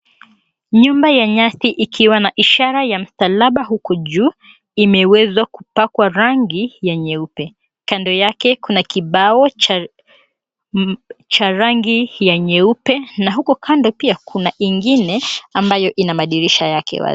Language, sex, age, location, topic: Swahili, female, 18-24, Mombasa, government